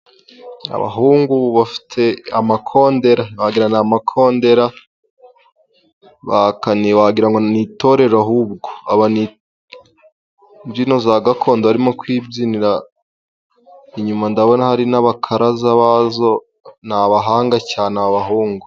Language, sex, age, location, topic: Kinyarwanda, male, 18-24, Musanze, government